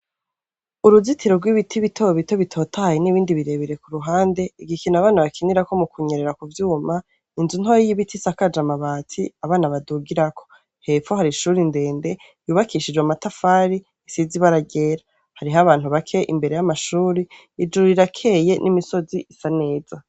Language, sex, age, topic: Rundi, male, 36-49, education